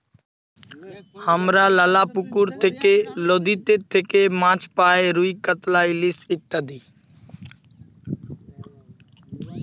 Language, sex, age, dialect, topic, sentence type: Bengali, male, 18-24, Jharkhandi, agriculture, statement